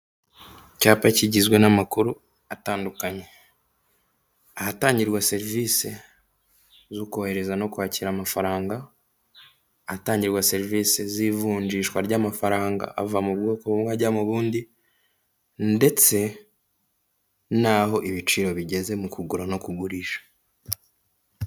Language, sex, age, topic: Kinyarwanda, male, 18-24, finance